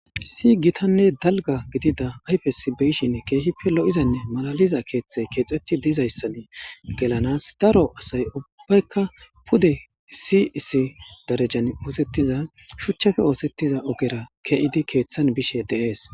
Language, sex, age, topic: Gamo, male, 25-35, government